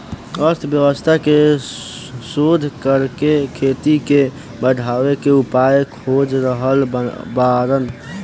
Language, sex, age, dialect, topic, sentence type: Bhojpuri, male, <18, Southern / Standard, agriculture, statement